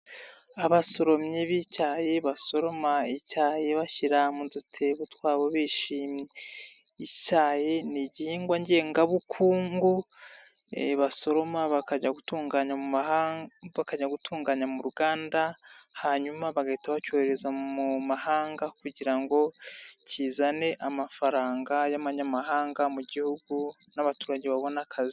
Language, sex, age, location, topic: Kinyarwanda, male, 25-35, Nyagatare, agriculture